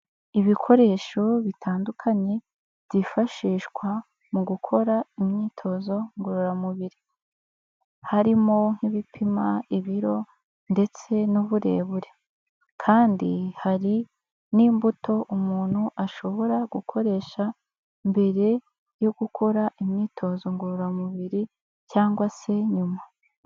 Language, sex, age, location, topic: Kinyarwanda, female, 25-35, Kigali, health